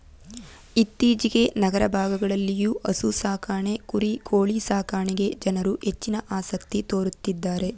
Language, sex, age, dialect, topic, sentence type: Kannada, female, 18-24, Mysore Kannada, agriculture, statement